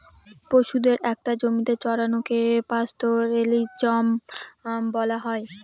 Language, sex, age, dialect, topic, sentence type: Bengali, female, 60-100, Northern/Varendri, agriculture, statement